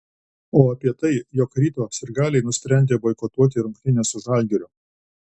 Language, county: Lithuanian, Alytus